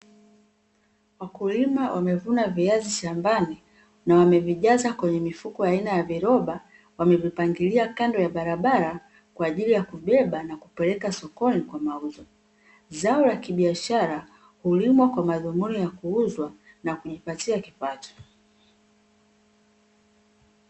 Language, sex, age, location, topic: Swahili, female, 36-49, Dar es Salaam, agriculture